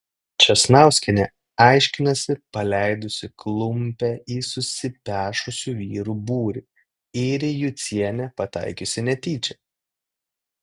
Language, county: Lithuanian, Klaipėda